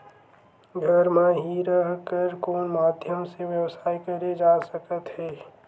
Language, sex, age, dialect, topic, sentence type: Chhattisgarhi, male, 18-24, Western/Budati/Khatahi, agriculture, question